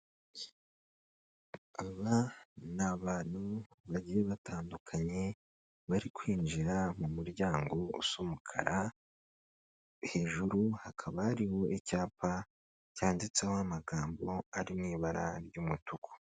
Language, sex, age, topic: Kinyarwanda, male, 25-35, finance